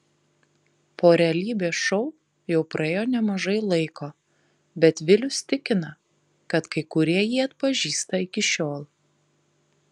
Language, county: Lithuanian, Panevėžys